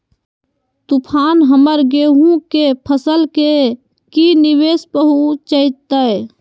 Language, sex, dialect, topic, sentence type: Magahi, female, Southern, agriculture, question